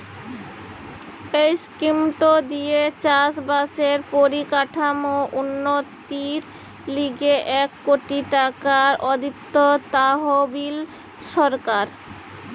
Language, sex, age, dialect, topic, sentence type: Bengali, female, 31-35, Western, agriculture, statement